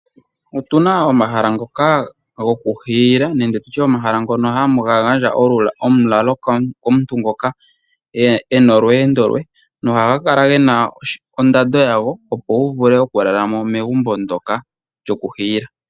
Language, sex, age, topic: Oshiwambo, male, 18-24, agriculture